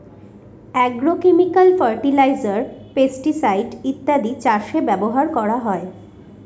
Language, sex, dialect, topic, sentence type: Bengali, female, Northern/Varendri, agriculture, statement